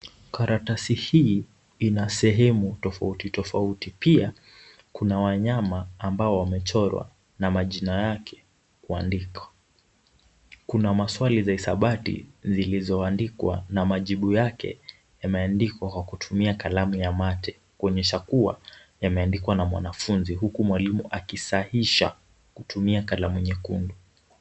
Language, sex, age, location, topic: Swahili, male, 18-24, Kisumu, education